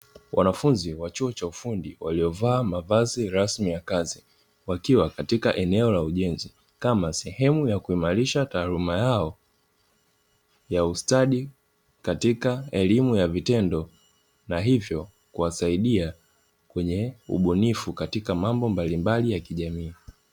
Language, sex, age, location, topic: Swahili, male, 25-35, Dar es Salaam, education